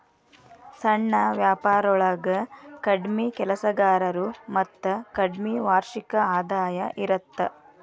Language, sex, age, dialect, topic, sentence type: Kannada, female, 31-35, Dharwad Kannada, banking, statement